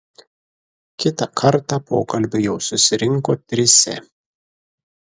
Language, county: Lithuanian, Kaunas